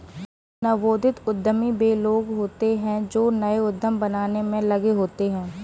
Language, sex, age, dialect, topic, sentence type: Hindi, female, 18-24, Kanauji Braj Bhasha, banking, statement